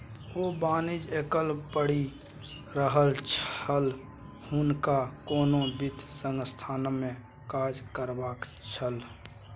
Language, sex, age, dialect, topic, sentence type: Maithili, male, 56-60, Bajjika, banking, statement